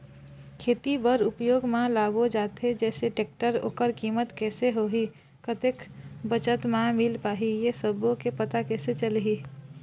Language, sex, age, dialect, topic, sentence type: Chhattisgarhi, female, 25-30, Eastern, agriculture, question